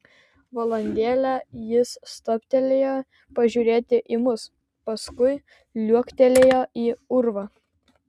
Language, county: Lithuanian, Vilnius